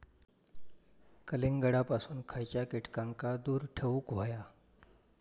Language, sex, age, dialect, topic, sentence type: Marathi, male, 46-50, Southern Konkan, agriculture, question